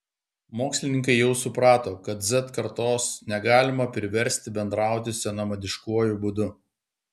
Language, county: Lithuanian, Klaipėda